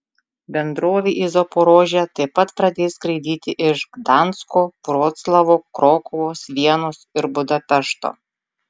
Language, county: Lithuanian, Tauragė